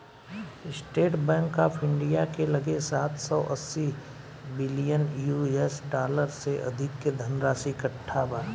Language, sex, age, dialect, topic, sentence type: Bhojpuri, male, 18-24, Southern / Standard, banking, statement